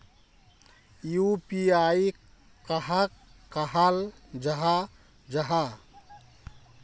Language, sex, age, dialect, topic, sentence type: Magahi, male, 31-35, Northeastern/Surjapuri, banking, question